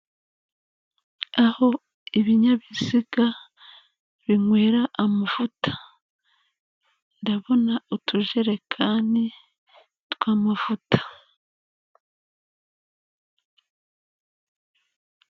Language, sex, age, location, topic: Kinyarwanda, female, 36-49, Kigali, finance